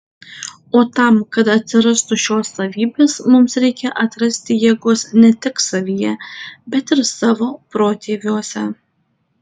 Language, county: Lithuanian, Tauragė